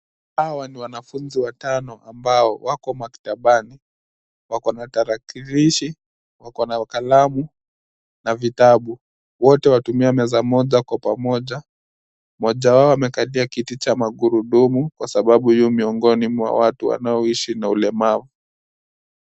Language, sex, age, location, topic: Swahili, male, 18-24, Nairobi, education